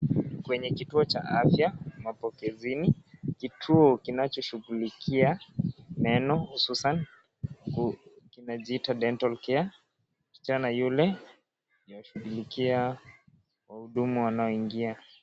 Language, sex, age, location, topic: Swahili, male, 18-24, Kisii, health